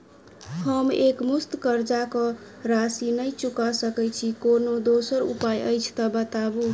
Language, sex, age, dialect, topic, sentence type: Maithili, male, 31-35, Southern/Standard, banking, question